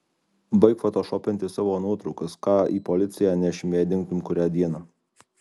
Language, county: Lithuanian, Alytus